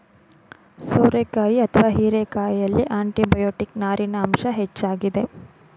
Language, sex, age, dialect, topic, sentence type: Kannada, female, 25-30, Mysore Kannada, agriculture, statement